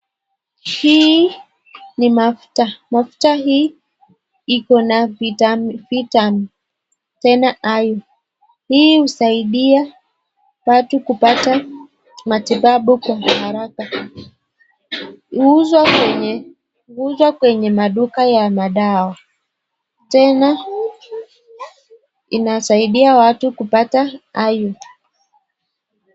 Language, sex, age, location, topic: Swahili, female, 25-35, Nakuru, health